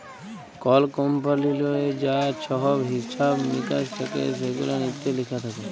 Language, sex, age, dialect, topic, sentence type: Bengali, male, 25-30, Jharkhandi, banking, statement